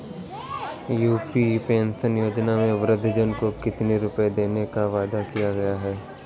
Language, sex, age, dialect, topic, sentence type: Hindi, male, 18-24, Awadhi Bundeli, banking, question